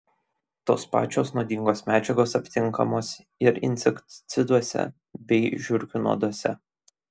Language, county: Lithuanian, Kaunas